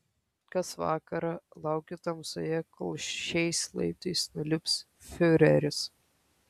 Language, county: Lithuanian, Kaunas